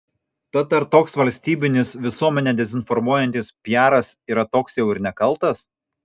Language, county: Lithuanian, Kaunas